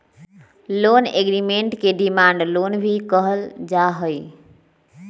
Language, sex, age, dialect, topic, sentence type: Magahi, female, 25-30, Western, banking, statement